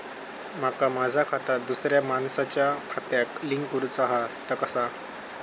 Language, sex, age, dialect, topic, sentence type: Marathi, male, 18-24, Southern Konkan, banking, question